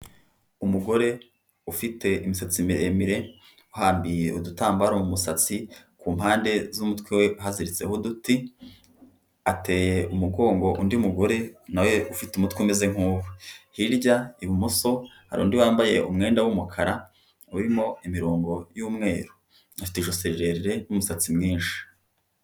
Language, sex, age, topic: Kinyarwanda, male, 25-35, government